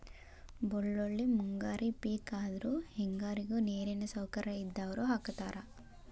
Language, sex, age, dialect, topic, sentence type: Kannada, female, 18-24, Dharwad Kannada, agriculture, statement